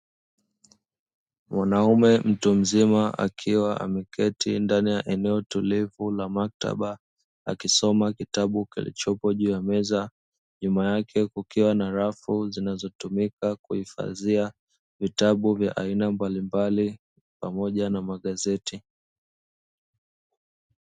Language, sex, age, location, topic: Swahili, male, 25-35, Dar es Salaam, education